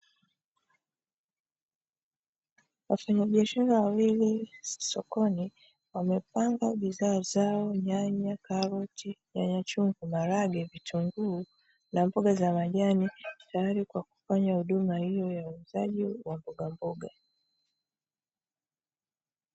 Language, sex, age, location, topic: Swahili, female, 36-49, Dar es Salaam, finance